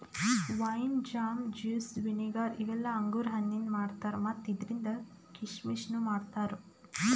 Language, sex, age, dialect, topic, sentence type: Kannada, female, 18-24, Northeastern, agriculture, statement